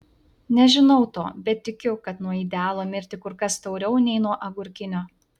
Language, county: Lithuanian, Vilnius